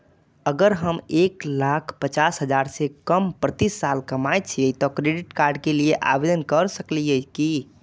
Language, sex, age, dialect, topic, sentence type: Maithili, male, 41-45, Eastern / Thethi, banking, question